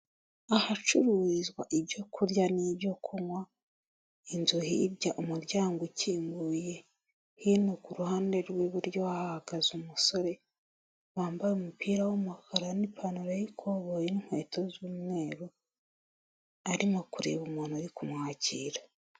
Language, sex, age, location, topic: Kinyarwanda, female, 25-35, Huye, finance